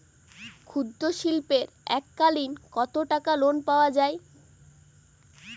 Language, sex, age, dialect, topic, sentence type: Bengali, female, 18-24, Western, banking, question